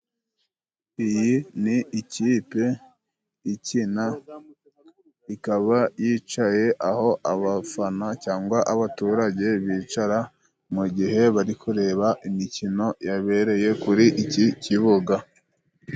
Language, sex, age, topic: Kinyarwanda, male, 25-35, government